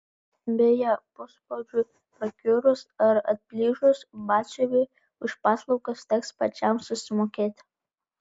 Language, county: Lithuanian, Vilnius